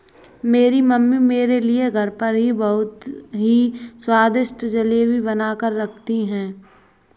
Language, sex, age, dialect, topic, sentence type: Hindi, female, 18-24, Kanauji Braj Bhasha, agriculture, statement